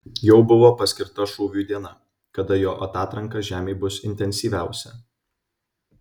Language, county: Lithuanian, Vilnius